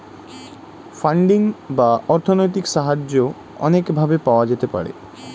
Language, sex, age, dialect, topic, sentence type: Bengali, male, 18-24, Standard Colloquial, banking, statement